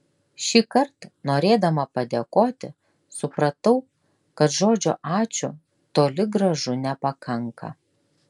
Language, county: Lithuanian, Klaipėda